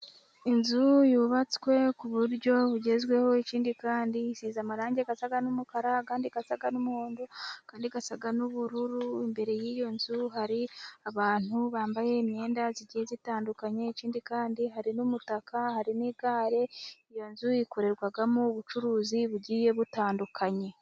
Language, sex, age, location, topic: Kinyarwanda, female, 25-35, Musanze, finance